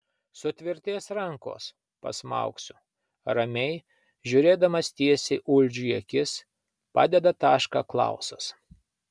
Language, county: Lithuanian, Vilnius